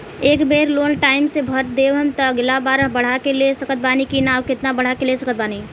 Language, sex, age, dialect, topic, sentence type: Bhojpuri, female, 18-24, Southern / Standard, banking, question